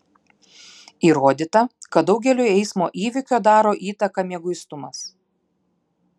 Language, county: Lithuanian, Klaipėda